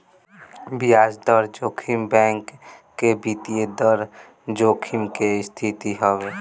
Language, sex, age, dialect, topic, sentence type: Bhojpuri, male, <18, Northern, banking, statement